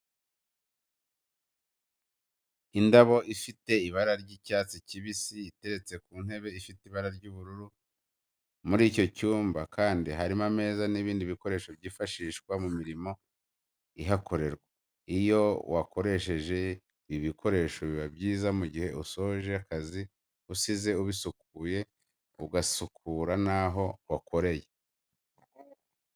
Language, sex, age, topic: Kinyarwanda, male, 25-35, education